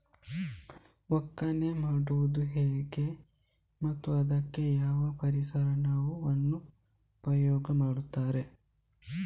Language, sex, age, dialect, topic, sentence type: Kannada, male, 25-30, Coastal/Dakshin, agriculture, question